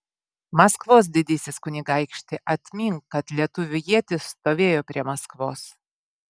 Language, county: Lithuanian, Vilnius